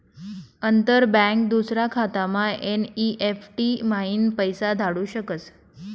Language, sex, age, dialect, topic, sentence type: Marathi, female, 25-30, Northern Konkan, banking, statement